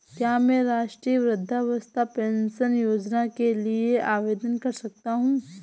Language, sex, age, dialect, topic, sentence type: Hindi, female, 60-100, Awadhi Bundeli, banking, question